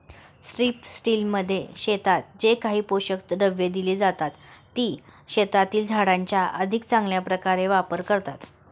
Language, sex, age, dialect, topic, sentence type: Marathi, female, 36-40, Standard Marathi, agriculture, statement